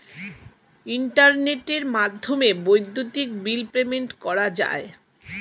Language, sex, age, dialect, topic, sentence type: Bengali, female, 51-55, Standard Colloquial, banking, statement